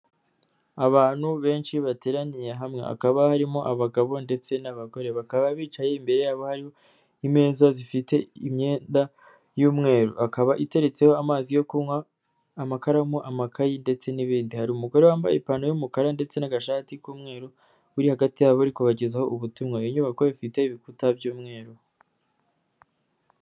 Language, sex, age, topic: Kinyarwanda, male, 25-35, government